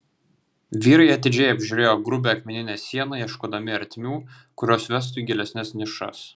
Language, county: Lithuanian, Vilnius